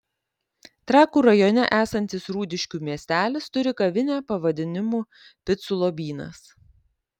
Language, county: Lithuanian, Kaunas